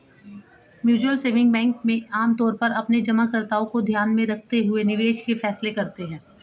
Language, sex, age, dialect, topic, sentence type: Hindi, male, 36-40, Hindustani Malvi Khadi Boli, banking, statement